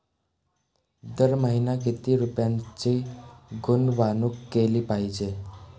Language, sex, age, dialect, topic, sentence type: Marathi, male, <18, Standard Marathi, banking, question